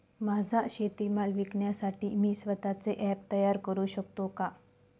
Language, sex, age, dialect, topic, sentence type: Marathi, female, 25-30, Northern Konkan, agriculture, question